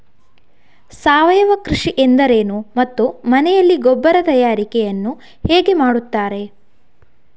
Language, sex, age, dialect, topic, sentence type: Kannada, female, 51-55, Coastal/Dakshin, agriculture, question